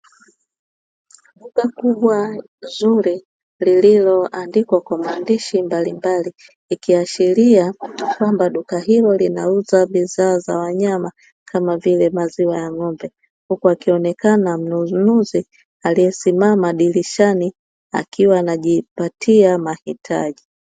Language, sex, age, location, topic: Swahili, female, 25-35, Dar es Salaam, finance